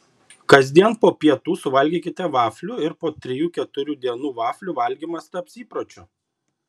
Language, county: Lithuanian, Šiauliai